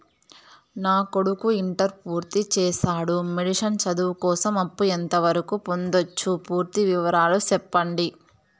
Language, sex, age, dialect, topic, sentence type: Telugu, female, 18-24, Southern, banking, question